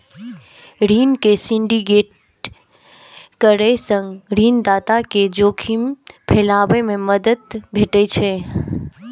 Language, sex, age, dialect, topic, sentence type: Maithili, female, 18-24, Eastern / Thethi, banking, statement